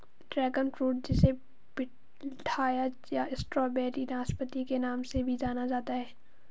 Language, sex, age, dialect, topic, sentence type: Hindi, female, 18-24, Marwari Dhudhari, agriculture, statement